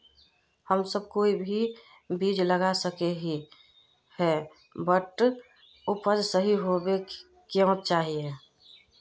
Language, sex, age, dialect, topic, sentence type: Magahi, female, 36-40, Northeastern/Surjapuri, agriculture, question